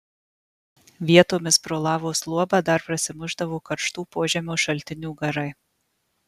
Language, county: Lithuanian, Marijampolė